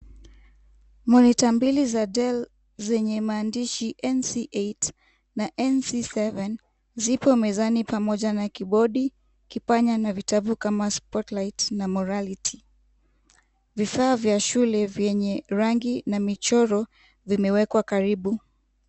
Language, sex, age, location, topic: Swahili, female, 25-35, Kisumu, education